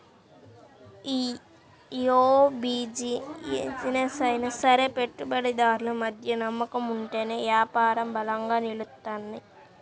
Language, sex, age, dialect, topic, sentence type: Telugu, male, 25-30, Central/Coastal, banking, statement